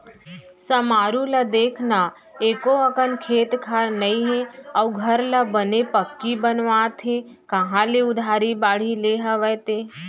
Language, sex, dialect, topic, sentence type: Chhattisgarhi, female, Central, banking, statement